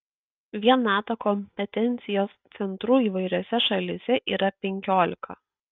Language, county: Lithuanian, Kaunas